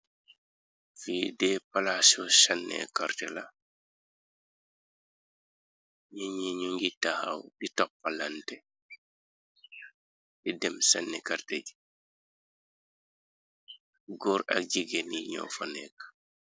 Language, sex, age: Wolof, male, 36-49